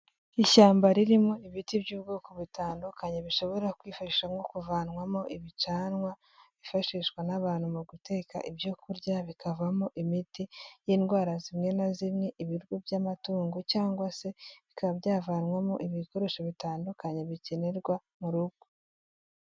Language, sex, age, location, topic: Kinyarwanda, female, 18-24, Kigali, health